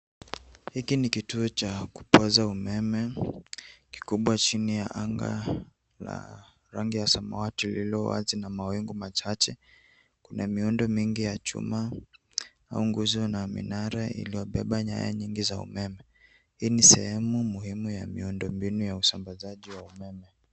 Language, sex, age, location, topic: Swahili, male, 18-24, Nairobi, government